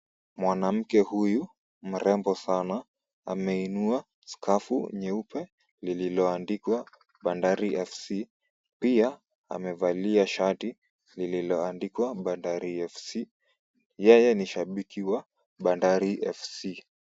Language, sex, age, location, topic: Swahili, female, 25-35, Kisumu, government